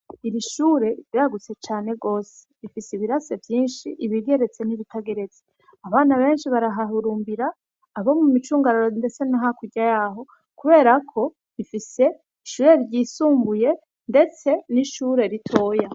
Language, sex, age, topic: Rundi, female, 25-35, education